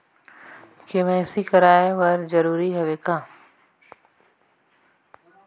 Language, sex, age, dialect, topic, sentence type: Chhattisgarhi, female, 25-30, Northern/Bhandar, banking, question